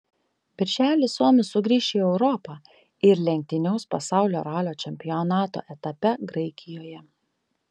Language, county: Lithuanian, Kaunas